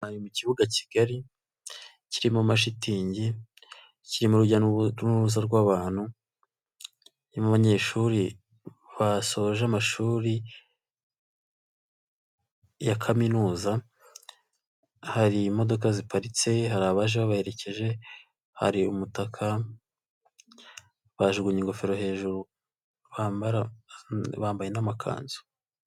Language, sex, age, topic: Kinyarwanda, male, 25-35, education